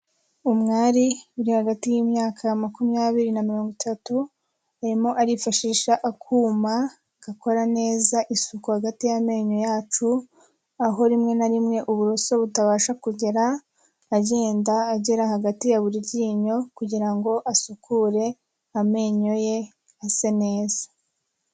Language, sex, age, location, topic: Kinyarwanda, female, 18-24, Kigali, health